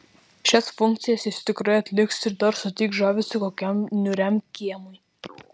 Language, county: Lithuanian, Vilnius